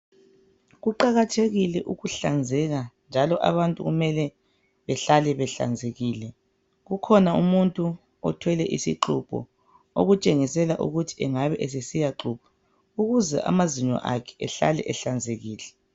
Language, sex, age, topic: North Ndebele, female, 25-35, health